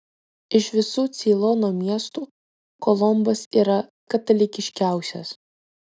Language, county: Lithuanian, Vilnius